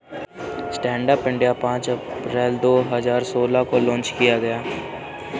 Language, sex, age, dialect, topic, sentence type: Hindi, male, 31-35, Kanauji Braj Bhasha, banking, statement